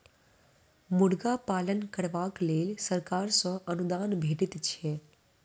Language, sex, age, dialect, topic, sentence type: Maithili, female, 25-30, Southern/Standard, agriculture, statement